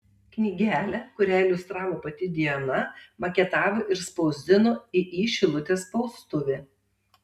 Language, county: Lithuanian, Tauragė